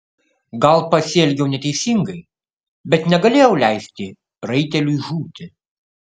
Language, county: Lithuanian, Kaunas